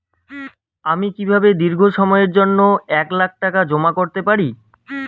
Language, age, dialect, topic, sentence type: Bengali, 25-30, Rajbangshi, banking, question